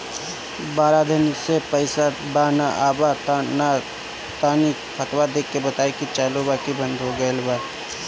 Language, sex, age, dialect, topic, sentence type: Bhojpuri, male, 25-30, Northern, banking, question